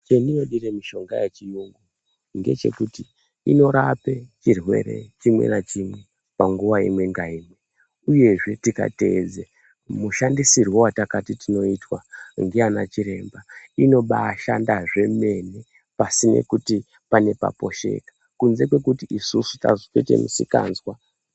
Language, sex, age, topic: Ndau, male, 25-35, health